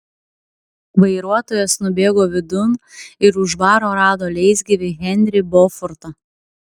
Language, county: Lithuanian, Klaipėda